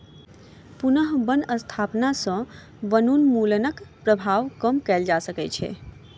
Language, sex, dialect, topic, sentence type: Maithili, female, Southern/Standard, agriculture, statement